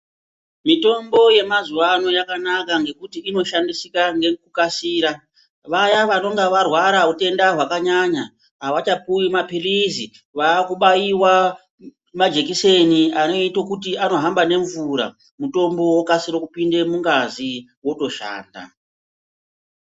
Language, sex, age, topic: Ndau, female, 36-49, health